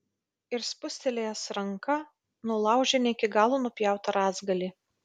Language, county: Lithuanian, Vilnius